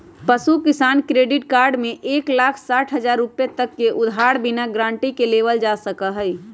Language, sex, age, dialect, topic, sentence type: Magahi, female, 31-35, Western, agriculture, statement